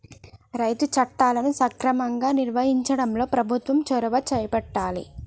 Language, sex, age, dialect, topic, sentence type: Telugu, female, 25-30, Telangana, agriculture, statement